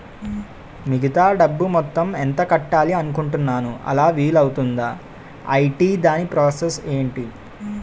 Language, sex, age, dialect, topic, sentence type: Telugu, male, 18-24, Utterandhra, banking, question